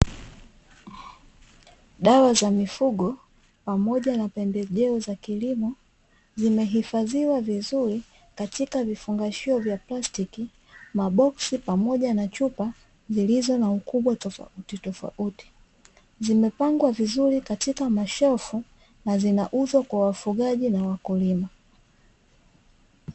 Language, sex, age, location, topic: Swahili, female, 25-35, Dar es Salaam, agriculture